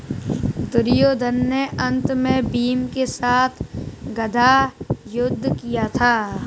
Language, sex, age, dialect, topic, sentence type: Hindi, male, 25-30, Kanauji Braj Bhasha, agriculture, statement